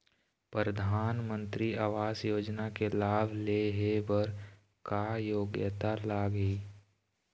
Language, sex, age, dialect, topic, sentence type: Chhattisgarhi, male, 18-24, Eastern, banking, question